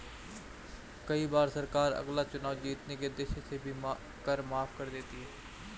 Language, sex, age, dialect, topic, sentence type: Hindi, male, 25-30, Marwari Dhudhari, banking, statement